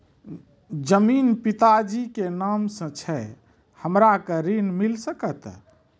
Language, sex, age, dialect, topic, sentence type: Maithili, male, 36-40, Angika, banking, question